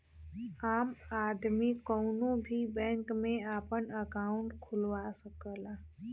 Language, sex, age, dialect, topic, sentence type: Bhojpuri, female, 25-30, Western, banking, statement